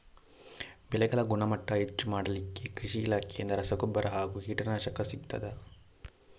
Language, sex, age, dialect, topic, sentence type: Kannada, male, 46-50, Coastal/Dakshin, agriculture, question